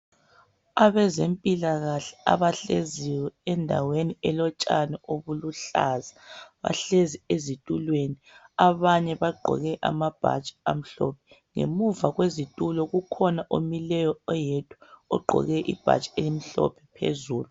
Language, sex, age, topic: North Ndebele, male, 36-49, health